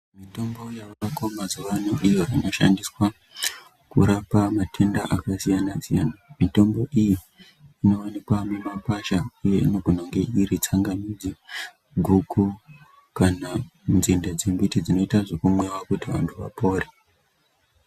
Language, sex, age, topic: Ndau, male, 25-35, health